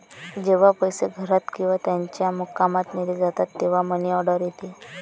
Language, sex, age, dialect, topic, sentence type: Marathi, female, 25-30, Varhadi, banking, statement